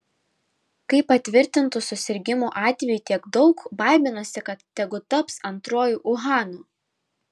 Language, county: Lithuanian, Vilnius